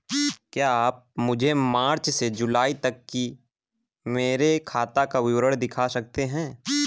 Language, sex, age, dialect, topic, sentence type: Hindi, male, 18-24, Awadhi Bundeli, banking, question